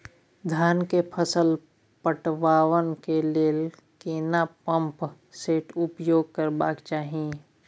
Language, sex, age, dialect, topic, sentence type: Maithili, male, 18-24, Bajjika, agriculture, question